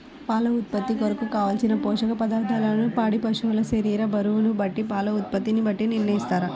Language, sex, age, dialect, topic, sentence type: Telugu, female, 18-24, Central/Coastal, agriculture, question